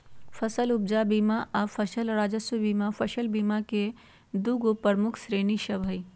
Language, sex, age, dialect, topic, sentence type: Magahi, female, 51-55, Western, banking, statement